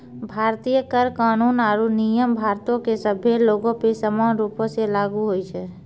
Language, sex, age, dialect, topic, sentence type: Maithili, female, 31-35, Angika, banking, statement